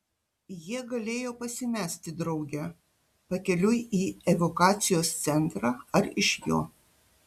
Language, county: Lithuanian, Panevėžys